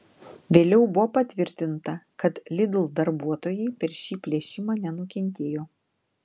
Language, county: Lithuanian, Klaipėda